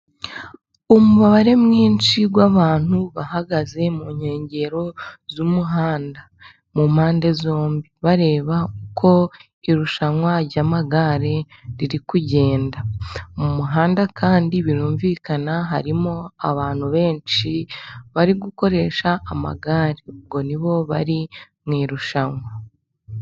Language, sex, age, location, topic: Kinyarwanda, female, 18-24, Musanze, government